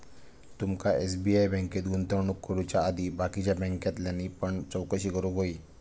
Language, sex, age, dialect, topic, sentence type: Marathi, male, 18-24, Southern Konkan, banking, statement